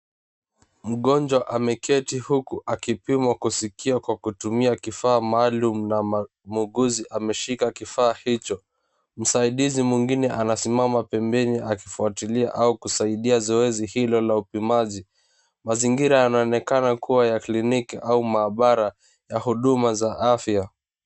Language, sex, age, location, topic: Swahili, male, 18-24, Mombasa, health